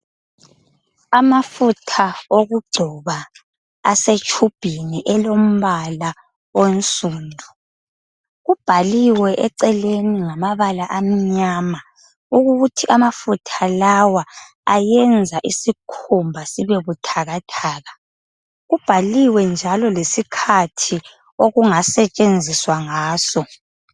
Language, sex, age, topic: North Ndebele, male, 25-35, health